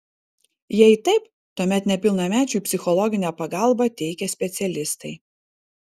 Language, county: Lithuanian, Vilnius